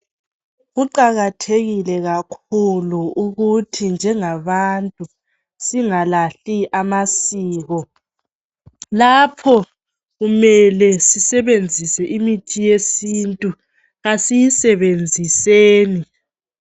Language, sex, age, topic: North Ndebele, female, 18-24, health